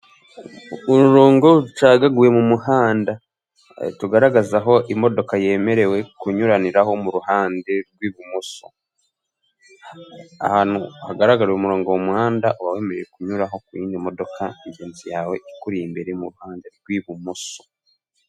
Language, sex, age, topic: Kinyarwanda, male, 18-24, government